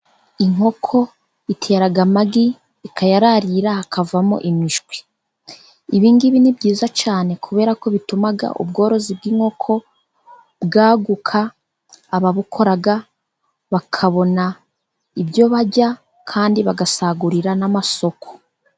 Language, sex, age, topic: Kinyarwanda, female, 18-24, agriculture